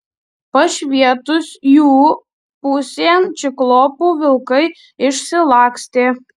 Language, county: Lithuanian, Panevėžys